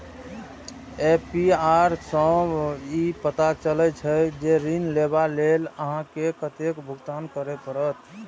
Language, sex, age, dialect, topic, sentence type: Maithili, male, 31-35, Eastern / Thethi, banking, statement